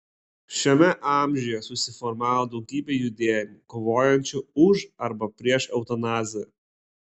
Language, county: Lithuanian, Klaipėda